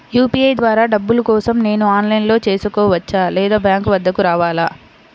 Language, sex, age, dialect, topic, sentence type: Telugu, female, 25-30, Central/Coastal, banking, question